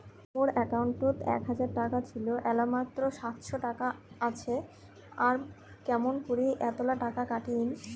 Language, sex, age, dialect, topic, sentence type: Bengali, female, 18-24, Rajbangshi, banking, question